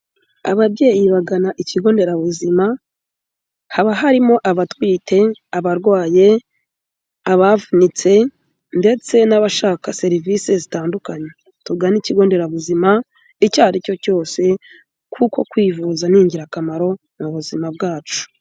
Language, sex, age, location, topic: Kinyarwanda, female, 25-35, Kigali, health